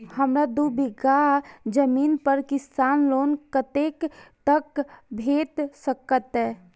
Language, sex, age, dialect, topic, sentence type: Maithili, female, 18-24, Eastern / Thethi, banking, question